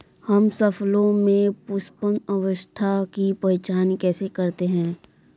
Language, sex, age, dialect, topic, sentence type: Hindi, female, 25-30, Kanauji Braj Bhasha, agriculture, statement